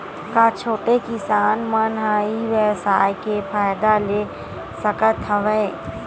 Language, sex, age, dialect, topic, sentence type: Chhattisgarhi, female, 25-30, Western/Budati/Khatahi, agriculture, question